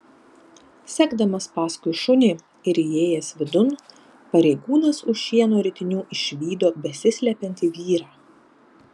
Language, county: Lithuanian, Panevėžys